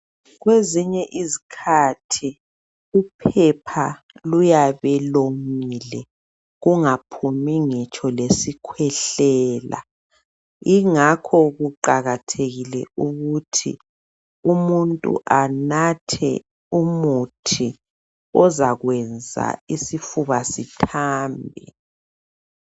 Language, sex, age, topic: North Ndebele, male, 36-49, health